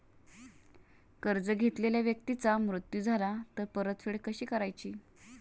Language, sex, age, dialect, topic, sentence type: Marathi, female, 36-40, Standard Marathi, banking, question